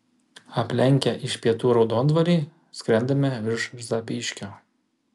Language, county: Lithuanian, Kaunas